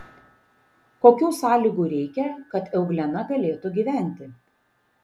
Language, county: Lithuanian, Šiauliai